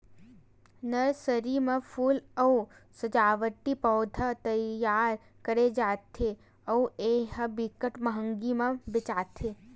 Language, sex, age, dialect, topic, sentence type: Chhattisgarhi, female, 18-24, Western/Budati/Khatahi, agriculture, statement